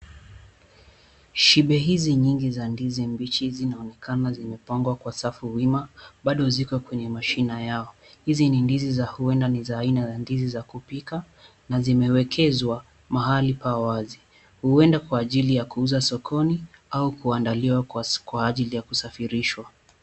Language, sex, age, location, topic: Swahili, male, 18-24, Kisumu, agriculture